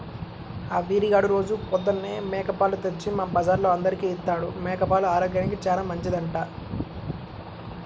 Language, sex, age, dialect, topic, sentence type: Telugu, male, 18-24, Central/Coastal, agriculture, statement